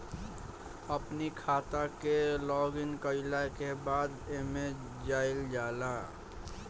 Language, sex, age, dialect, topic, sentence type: Bhojpuri, male, <18, Northern, banking, statement